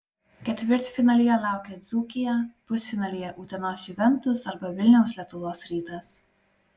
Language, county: Lithuanian, Klaipėda